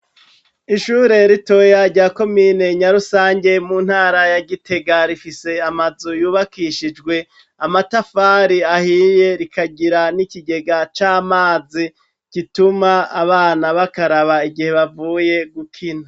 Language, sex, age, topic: Rundi, male, 36-49, education